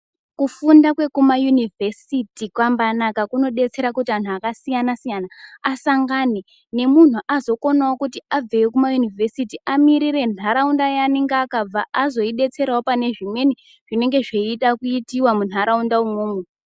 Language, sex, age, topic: Ndau, female, 18-24, education